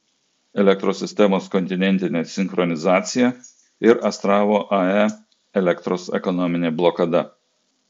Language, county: Lithuanian, Klaipėda